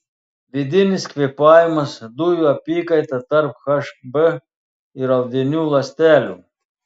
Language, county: Lithuanian, Telšiai